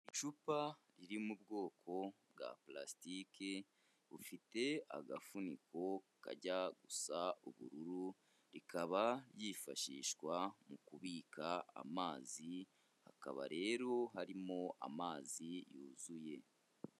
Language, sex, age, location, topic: Kinyarwanda, male, 25-35, Kigali, health